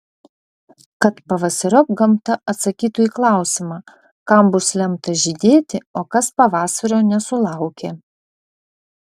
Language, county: Lithuanian, Vilnius